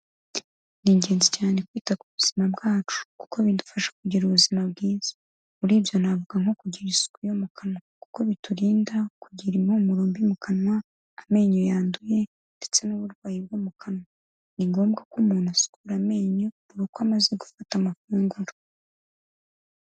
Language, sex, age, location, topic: Kinyarwanda, female, 18-24, Kigali, health